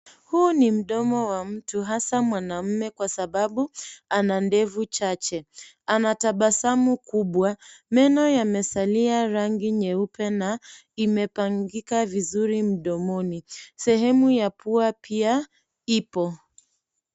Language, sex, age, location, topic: Swahili, female, 25-35, Nairobi, health